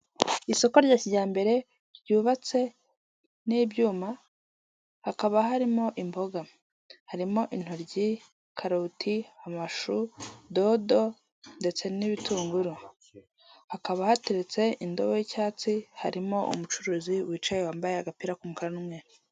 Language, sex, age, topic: Kinyarwanda, female, 25-35, finance